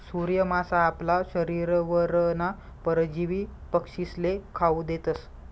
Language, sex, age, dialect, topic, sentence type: Marathi, male, 25-30, Northern Konkan, agriculture, statement